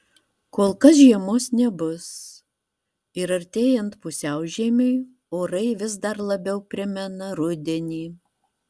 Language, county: Lithuanian, Vilnius